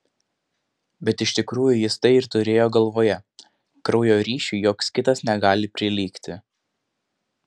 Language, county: Lithuanian, Panevėžys